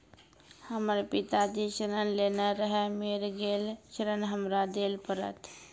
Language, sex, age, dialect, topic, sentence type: Maithili, female, 36-40, Angika, banking, question